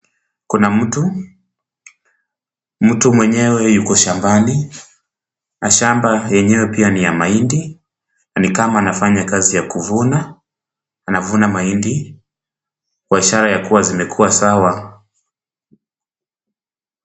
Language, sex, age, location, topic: Swahili, male, 25-35, Kisumu, agriculture